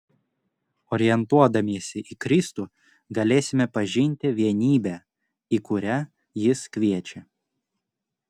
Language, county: Lithuanian, Klaipėda